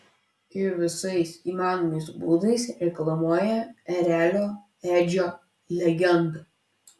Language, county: Lithuanian, Klaipėda